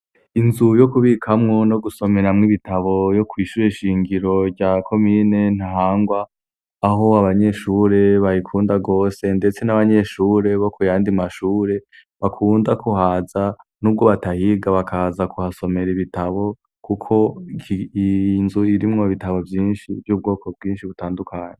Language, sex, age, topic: Rundi, male, 18-24, education